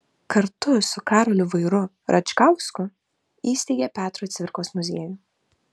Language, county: Lithuanian, Vilnius